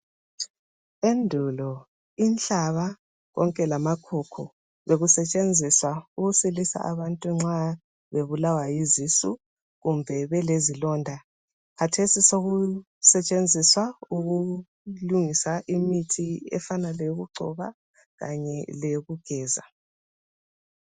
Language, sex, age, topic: North Ndebele, female, 36-49, health